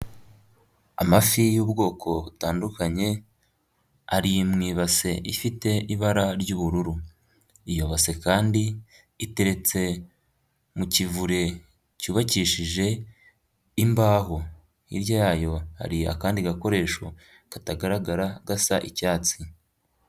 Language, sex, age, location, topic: Kinyarwanda, female, 50+, Nyagatare, agriculture